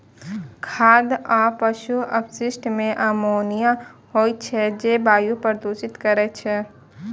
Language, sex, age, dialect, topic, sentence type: Maithili, female, 25-30, Eastern / Thethi, agriculture, statement